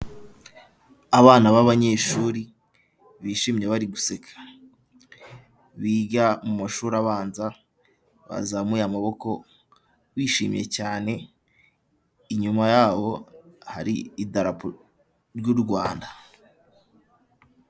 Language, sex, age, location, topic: Kinyarwanda, male, 18-24, Kigali, health